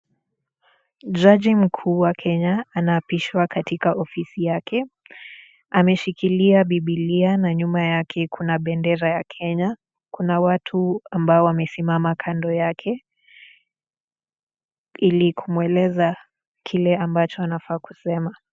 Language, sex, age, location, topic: Swahili, female, 18-24, Nakuru, government